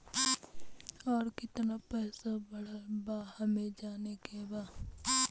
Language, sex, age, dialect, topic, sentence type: Bhojpuri, female, 18-24, Western, banking, question